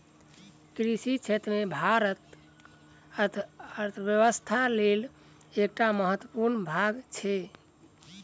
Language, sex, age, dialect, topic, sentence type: Maithili, male, 18-24, Southern/Standard, agriculture, statement